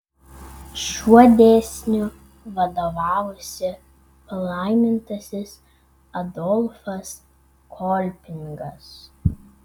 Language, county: Lithuanian, Vilnius